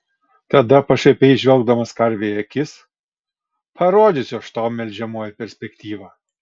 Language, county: Lithuanian, Kaunas